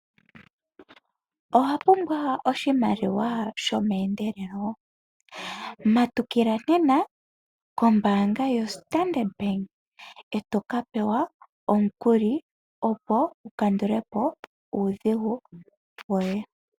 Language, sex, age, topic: Oshiwambo, female, 18-24, finance